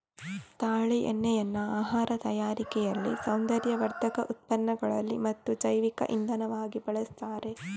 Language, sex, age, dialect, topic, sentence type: Kannada, female, 18-24, Coastal/Dakshin, agriculture, statement